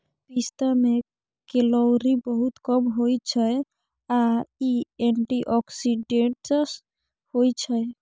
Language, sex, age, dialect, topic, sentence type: Maithili, female, 41-45, Bajjika, agriculture, statement